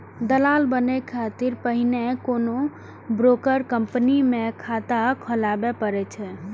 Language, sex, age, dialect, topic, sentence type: Maithili, female, 25-30, Eastern / Thethi, banking, statement